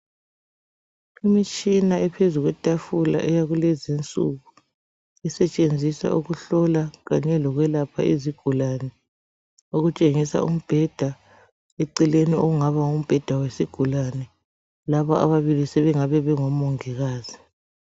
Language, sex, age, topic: North Ndebele, female, 36-49, health